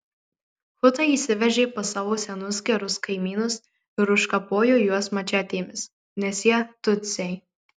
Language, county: Lithuanian, Marijampolė